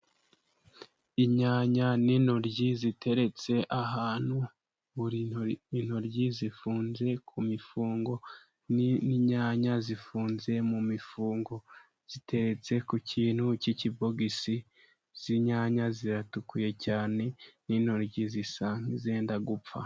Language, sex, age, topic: Kinyarwanda, male, 18-24, agriculture